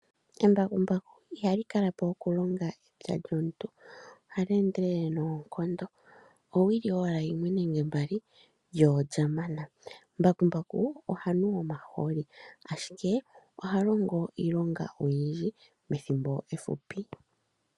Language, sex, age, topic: Oshiwambo, male, 25-35, agriculture